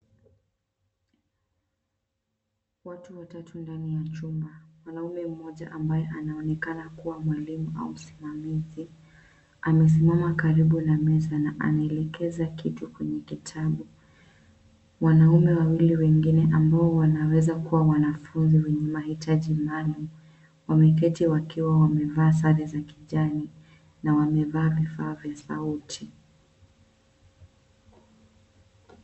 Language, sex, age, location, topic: Swahili, female, 25-35, Nairobi, education